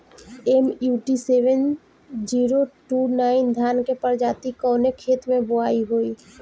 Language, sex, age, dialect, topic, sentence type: Bhojpuri, female, 18-24, Northern, agriculture, question